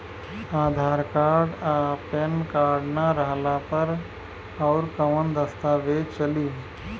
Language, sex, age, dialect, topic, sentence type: Bhojpuri, male, 25-30, Southern / Standard, banking, question